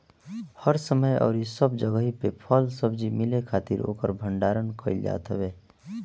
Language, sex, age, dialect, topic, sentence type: Bhojpuri, male, 25-30, Northern, agriculture, statement